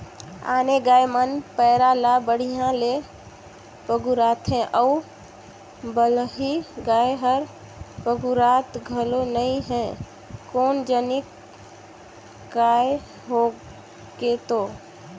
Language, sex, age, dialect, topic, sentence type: Chhattisgarhi, female, 25-30, Northern/Bhandar, agriculture, statement